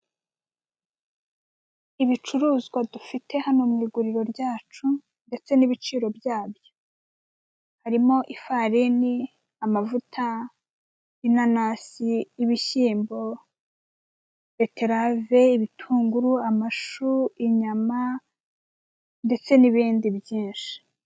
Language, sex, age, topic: Kinyarwanda, female, 25-35, finance